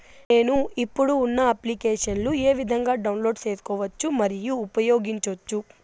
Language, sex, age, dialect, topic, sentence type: Telugu, female, 18-24, Southern, banking, question